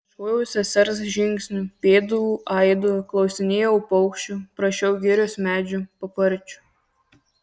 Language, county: Lithuanian, Kaunas